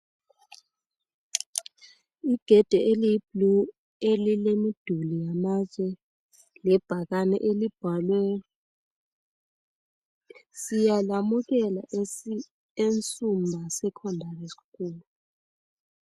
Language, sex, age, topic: North Ndebele, male, 18-24, education